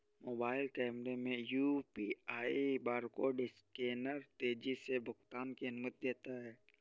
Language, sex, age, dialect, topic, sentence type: Hindi, male, 31-35, Awadhi Bundeli, banking, statement